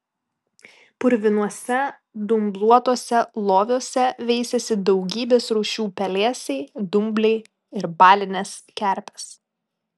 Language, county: Lithuanian, Klaipėda